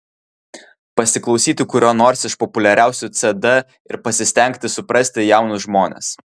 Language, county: Lithuanian, Vilnius